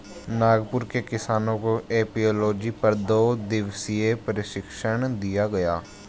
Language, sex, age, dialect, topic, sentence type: Hindi, male, 18-24, Hindustani Malvi Khadi Boli, agriculture, statement